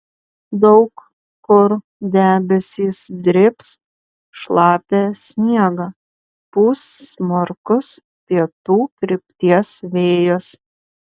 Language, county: Lithuanian, Panevėžys